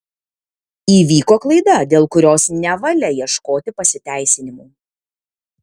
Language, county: Lithuanian, Kaunas